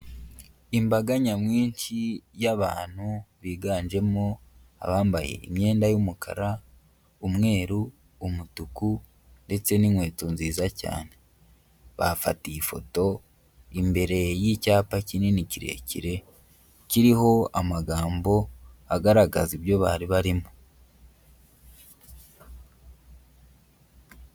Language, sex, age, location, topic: Kinyarwanda, female, 18-24, Huye, health